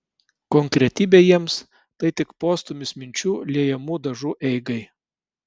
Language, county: Lithuanian, Kaunas